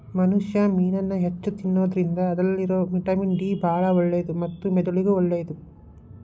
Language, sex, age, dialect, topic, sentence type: Kannada, male, 31-35, Dharwad Kannada, agriculture, statement